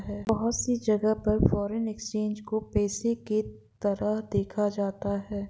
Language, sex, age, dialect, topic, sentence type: Hindi, female, 25-30, Hindustani Malvi Khadi Boli, banking, statement